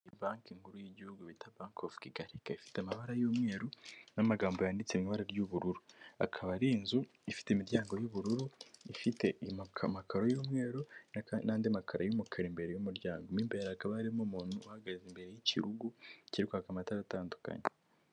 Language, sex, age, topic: Kinyarwanda, female, 18-24, government